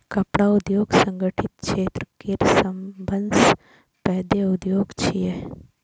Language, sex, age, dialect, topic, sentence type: Maithili, female, 18-24, Eastern / Thethi, agriculture, statement